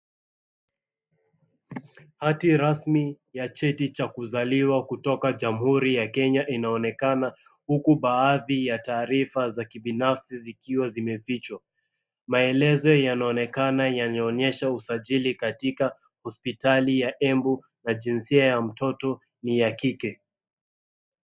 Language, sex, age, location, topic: Swahili, male, 25-35, Mombasa, government